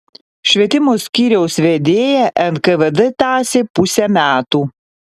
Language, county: Lithuanian, Panevėžys